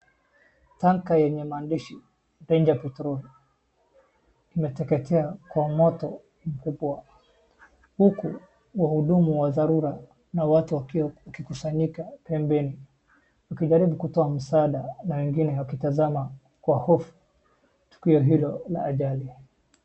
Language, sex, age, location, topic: Swahili, male, 25-35, Wajir, health